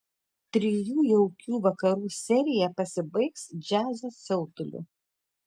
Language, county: Lithuanian, Tauragė